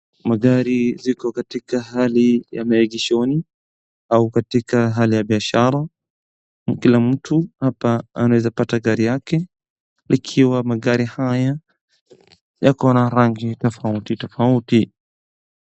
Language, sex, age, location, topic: Swahili, male, 18-24, Wajir, finance